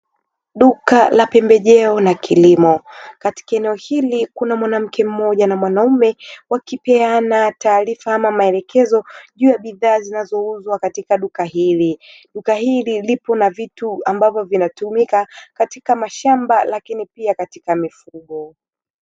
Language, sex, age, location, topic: Swahili, female, 25-35, Dar es Salaam, agriculture